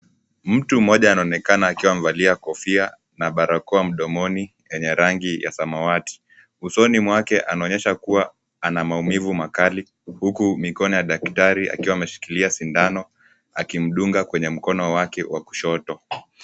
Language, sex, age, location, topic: Swahili, male, 18-24, Kisumu, health